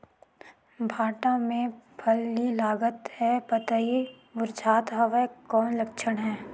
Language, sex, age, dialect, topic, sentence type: Chhattisgarhi, female, 18-24, Northern/Bhandar, agriculture, question